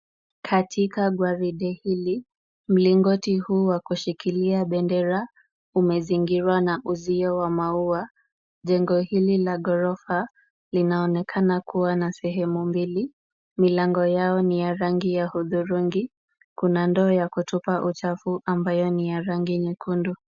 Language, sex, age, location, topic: Swahili, female, 25-35, Kisumu, education